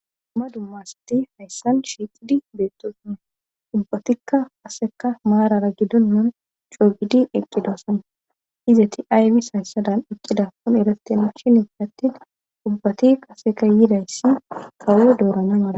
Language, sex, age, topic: Gamo, female, 25-35, government